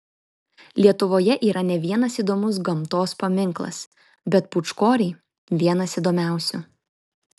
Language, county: Lithuanian, Kaunas